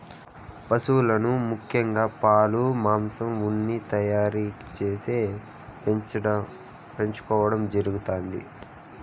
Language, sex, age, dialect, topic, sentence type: Telugu, male, 25-30, Southern, agriculture, statement